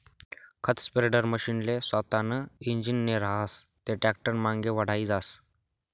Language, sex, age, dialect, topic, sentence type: Marathi, male, 18-24, Northern Konkan, agriculture, statement